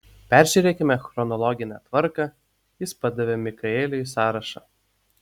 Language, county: Lithuanian, Utena